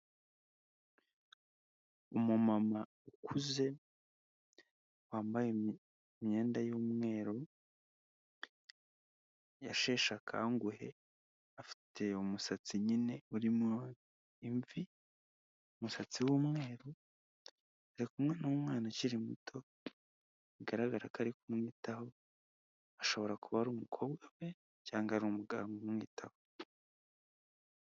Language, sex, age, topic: Kinyarwanda, male, 25-35, health